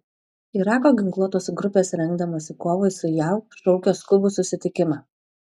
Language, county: Lithuanian, Šiauliai